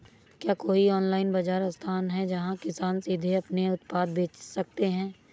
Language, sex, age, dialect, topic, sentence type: Hindi, male, 18-24, Awadhi Bundeli, agriculture, statement